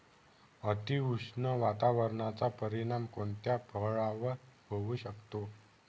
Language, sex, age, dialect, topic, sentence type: Marathi, male, 18-24, Northern Konkan, agriculture, question